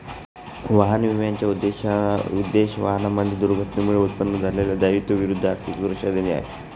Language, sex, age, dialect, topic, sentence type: Marathi, male, 25-30, Northern Konkan, banking, statement